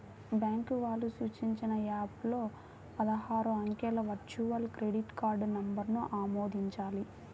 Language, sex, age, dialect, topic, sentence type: Telugu, female, 18-24, Central/Coastal, banking, statement